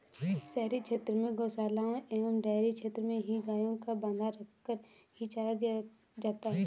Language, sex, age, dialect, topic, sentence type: Hindi, female, 18-24, Kanauji Braj Bhasha, agriculture, statement